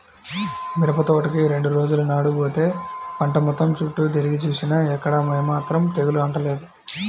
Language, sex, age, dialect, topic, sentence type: Telugu, male, 25-30, Central/Coastal, agriculture, statement